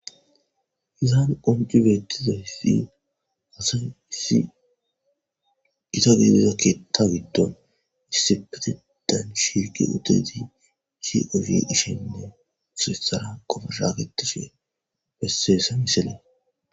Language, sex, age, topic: Gamo, male, 18-24, agriculture